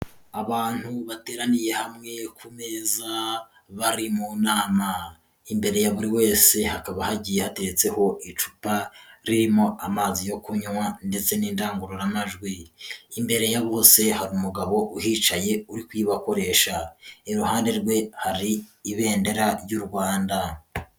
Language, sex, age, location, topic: Kinyarwanda, male, 18-24, Huye, health